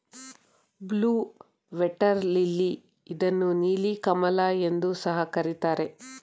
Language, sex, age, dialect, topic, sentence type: Kannada, female, 31-35, Mysore Kannada, agriculture, statement